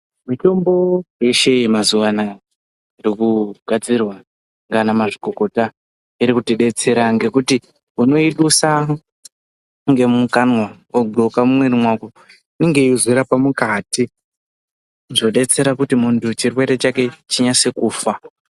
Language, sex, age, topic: Ndau, male, 50+, health